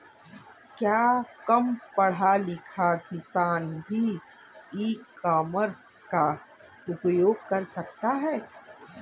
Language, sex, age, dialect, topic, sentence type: Hindi, male, 41-45, Kanauji Braj Bhasha, agriculture, question